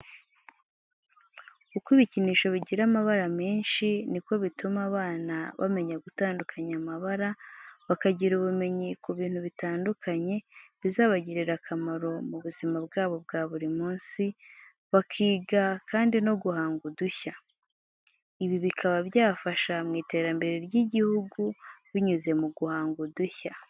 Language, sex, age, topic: Kinyarwanda, female, 25-35, education